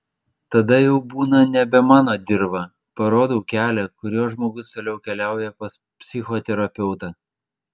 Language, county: Lithuanian, Klaipėda